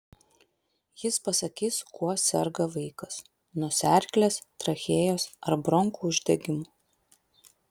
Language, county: Lithuanian, Vilnius